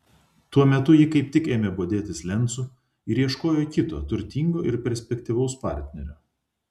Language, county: Lithuanian, Vilnius